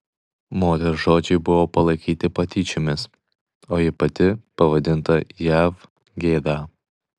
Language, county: Lithuanian, Klaipėda